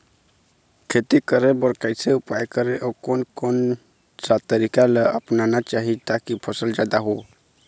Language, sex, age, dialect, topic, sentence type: Chhattisgarhi, male, 46-50, Eastern, agriculture, question